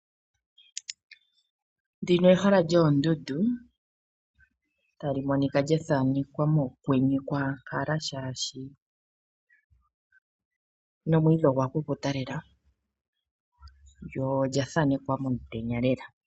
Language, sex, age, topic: Oshiwambo, female, 36-49, agriculture